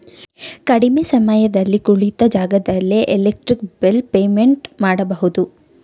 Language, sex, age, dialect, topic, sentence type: Kannada, female, 18-24, Mysore Kannada, banking, statement